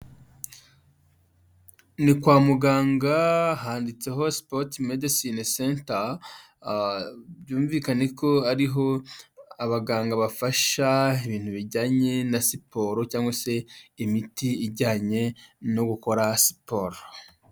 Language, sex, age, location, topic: Kinyarwanda, male, 25-35, Huye, health